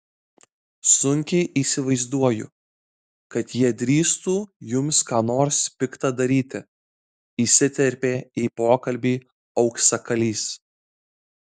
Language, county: Lithuanian, Marijampolė